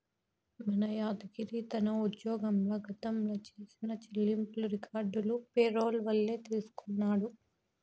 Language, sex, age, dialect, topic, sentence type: Telugu, female, 18-24, Southern, banking, statement